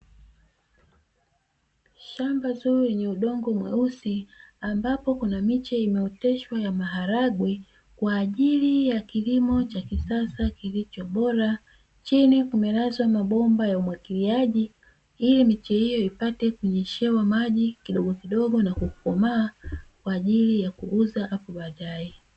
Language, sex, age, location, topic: Swahili, female, 36-49, Dar es Salaam, agriculture